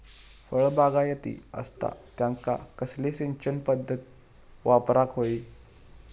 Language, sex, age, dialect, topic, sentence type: Marathi, male, 18-24, Southern Konkan, agriculture, question